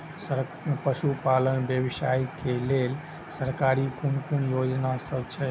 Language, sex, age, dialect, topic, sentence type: Maithili, male, 25-30, Eastern / Thethi, agriculture, question